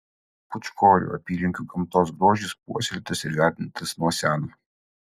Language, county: Lithuanian, Utena